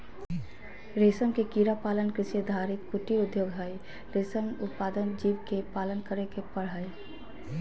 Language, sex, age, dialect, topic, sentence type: Magahi, female, 31-35, Southern, agriculture, statement